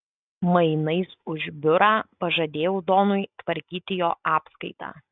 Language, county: Lithuanian, Kaunas